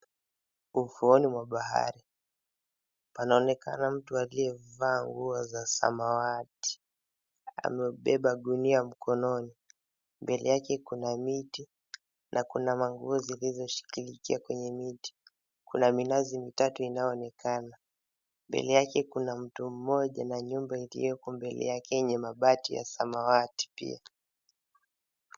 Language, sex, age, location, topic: Swahili, male, 18-24, Mombasa, government